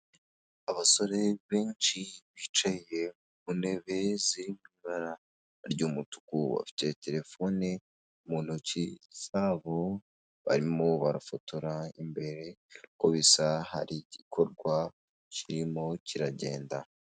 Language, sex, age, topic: Kinyarwanda, female, 18-24, government